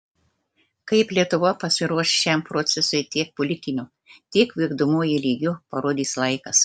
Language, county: Lithuanian, Telšiai